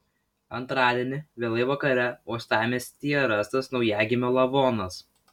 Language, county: Lithuanian, Vilnius